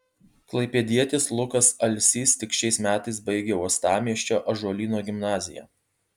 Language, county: Lithuanian, Alytus